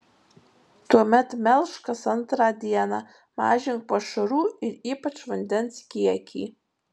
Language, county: Lithuanian, Marijampolė